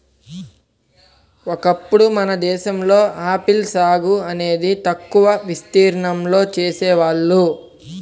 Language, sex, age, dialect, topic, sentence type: Telugu, male, 18-24, Central/Coastal, agriculture, statement